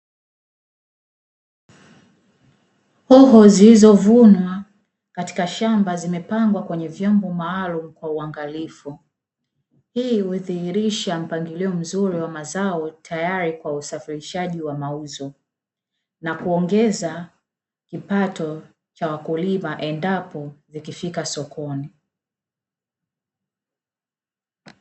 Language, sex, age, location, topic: Swahili, female, 25-35, Dar es Salaam, agriculture